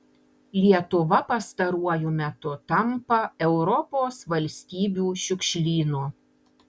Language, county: Lithuanian, Panevėžys